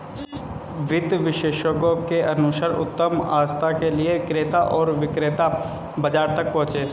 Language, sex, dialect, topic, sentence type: Hindi, male, Hindustani Malvi Khadi Boli, banking, statement